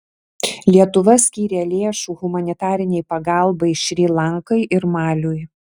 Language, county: Lithuanian, Vilnius